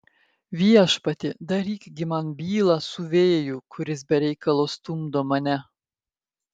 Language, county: Lithuanian, Klaipėda